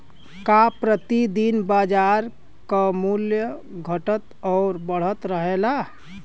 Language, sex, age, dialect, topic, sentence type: Bhojpuri, male, 25-30, Western, agriculture, question